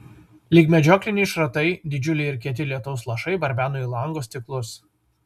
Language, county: Lithuanian, Vilnius